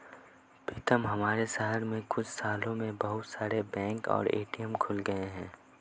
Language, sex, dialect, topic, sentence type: Hindi, male, Marwari Dhudhari, banking, statement